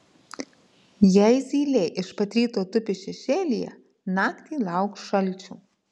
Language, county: Lithuanian, Marijampolė